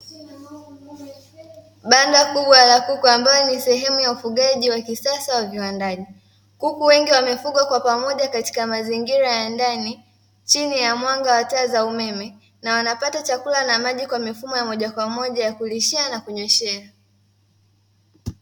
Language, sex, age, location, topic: Swahili, female, 18-24, Dar es Salaam, agriculture